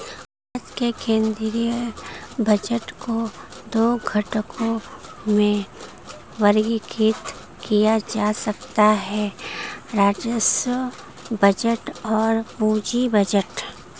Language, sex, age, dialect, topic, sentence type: Hindi, female, 25-30, Marwari Dhudhari, banking, statement